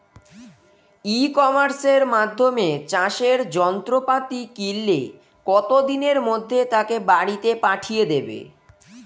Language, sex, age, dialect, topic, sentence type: Bengali, female, 36-40, Standard Colloquial, agriculture, question